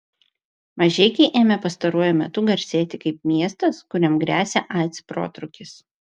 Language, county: Lithuanian, Vilnius